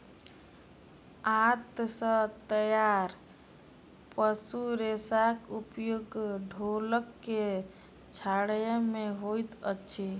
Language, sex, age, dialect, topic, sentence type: Maithili, female, 18-24, Southern/Standard, agriculture, statement